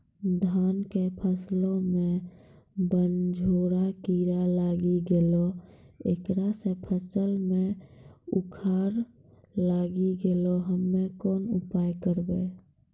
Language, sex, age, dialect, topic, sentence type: Maithili, female, 18-24, Angika, agriculture, question